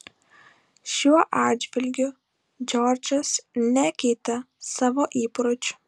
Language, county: Lithuanian, Klaipėda